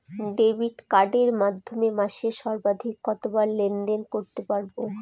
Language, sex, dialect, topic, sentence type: Bengali, female, Northern/Varendri, banking, question